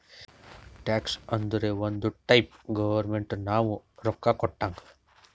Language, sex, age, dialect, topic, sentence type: Kannada, male, 60-100, Northeastern, banking, statement